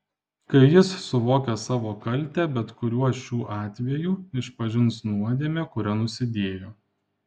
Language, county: Lithuanian, Panevėžys